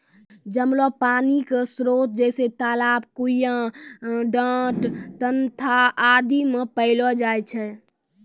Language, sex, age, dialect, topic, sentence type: Maithili, female, 18-24, Angika, agriculture, statement